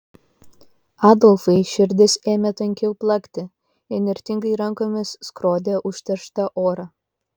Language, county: Lithuanian, Kaunas